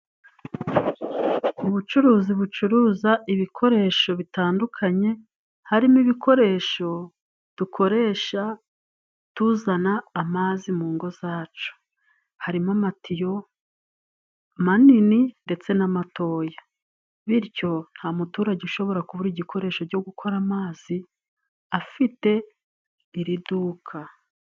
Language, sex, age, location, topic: Kinyarwanda, female, 36-49, Musanze, finance